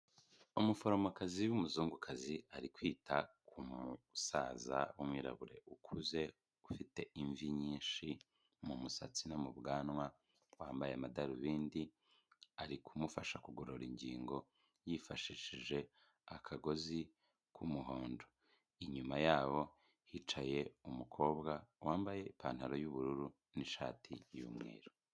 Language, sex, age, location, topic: Kinyarwanda, male, 25-35, Kigali, health